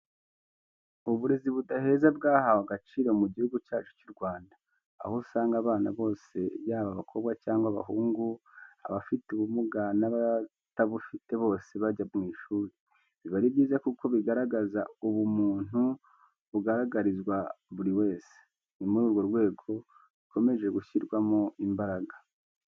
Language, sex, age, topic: Kinyarwanda, male, 25-35, education